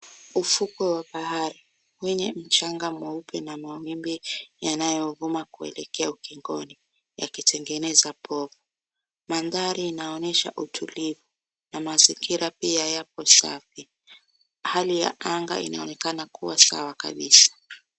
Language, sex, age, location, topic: Swahili, female, 25-35, Mombasa, government